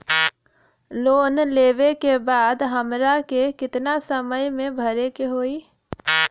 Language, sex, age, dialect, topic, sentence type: Bhojpuri, female, 25-30, Western, banking, question